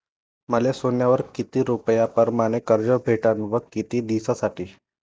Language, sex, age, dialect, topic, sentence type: Marathi, male, 18-24, Varhadi, banking, question